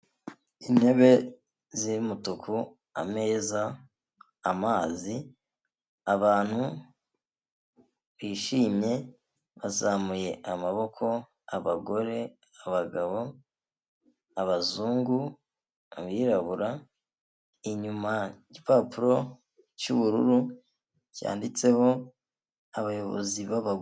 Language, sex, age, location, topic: Kinyarwanda, male, 25-35, Kigali, health